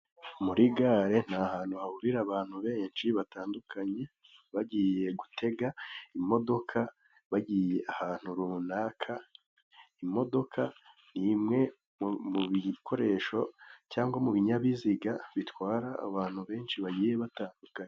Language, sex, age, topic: Kinyarwanda, male, 18-24, government